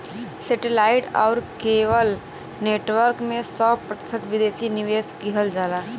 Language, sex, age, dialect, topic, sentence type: Bhojpuri, female, 18-24, Western, banking, statement